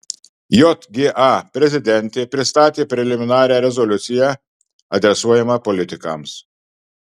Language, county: Lithuanian, Marijampolė